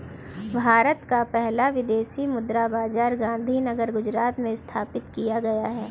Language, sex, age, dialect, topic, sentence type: Hindi, female, 36-40, Kanauji Braj Bhasha, banking, statement